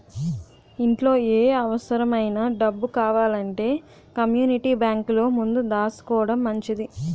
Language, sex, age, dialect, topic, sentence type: Telugu, female, 18-24, Utterandhra, banking, statement